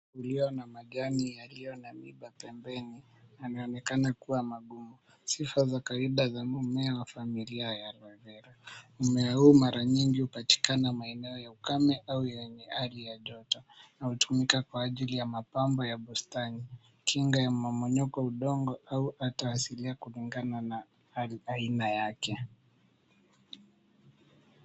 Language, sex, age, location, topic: Swahili, male, 18-24, Mombasa, agriculture